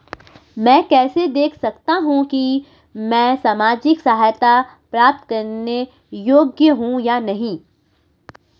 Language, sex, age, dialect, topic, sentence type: Hindi, female, 25-30, Marwari Dhudhari, banking, question